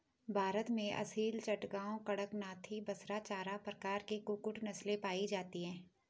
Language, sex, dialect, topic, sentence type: Hindi, female, Garhwali, agriculture, statement